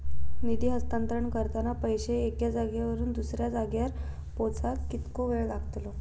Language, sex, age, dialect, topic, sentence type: Marathi, female, 18-24, Southern Konkan, banking, question